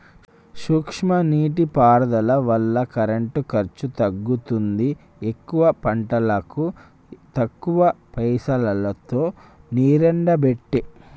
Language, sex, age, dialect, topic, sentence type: Telugu, male, 25-30, Telangana, agriculture, statement